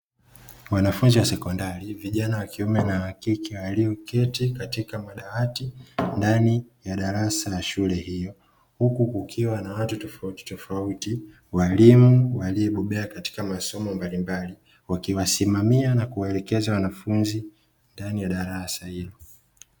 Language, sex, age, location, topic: Swahili, male, 25-35, Dar es Salaam, education